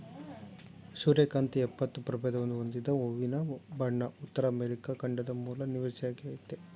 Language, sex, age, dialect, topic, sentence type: Kannada, male, 36-40, Mysore Kannada, agriculture, statement